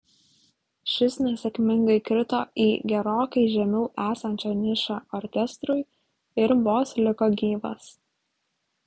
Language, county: Lithuanian, Klaipėda